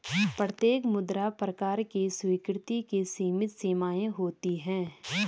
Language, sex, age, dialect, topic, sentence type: Hindi, female, 25-30, Garhwali, banking, statement